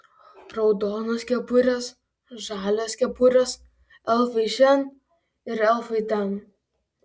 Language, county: Lithuanian, Vilnius